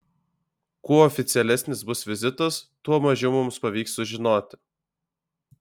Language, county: Lithuanian, Alytus